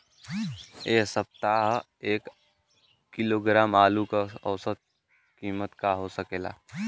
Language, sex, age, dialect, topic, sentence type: Bhojpuri, male, 18-24, Western, agriculture, question